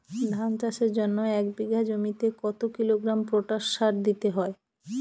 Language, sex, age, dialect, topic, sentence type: Bengali, female, 31-35, Northern/Varendri, agriculture, question